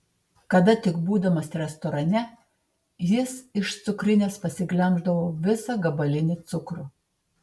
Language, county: Lithuanian, Tauragė